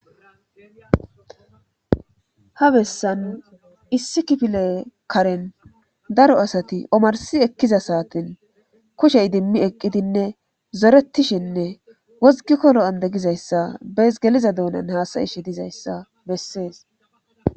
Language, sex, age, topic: Gamo, female, 25-35, government